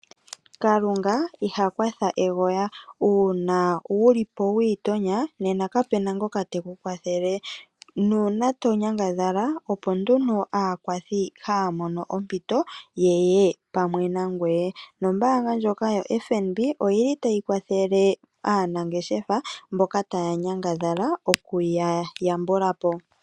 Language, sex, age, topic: Oshiwambo, female, 36-49, finance